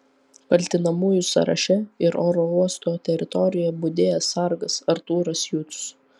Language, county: Lithuanian, Vilnius